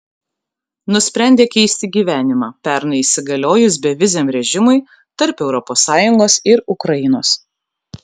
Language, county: Lithuanian, Kaunas